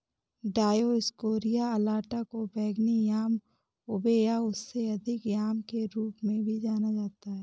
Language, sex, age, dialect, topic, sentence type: Hindi, female, 18-24, Awadhi Bundeli, agriculture, statement